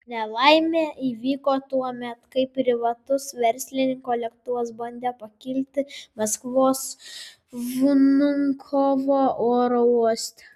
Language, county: Lithuanian, Vilnius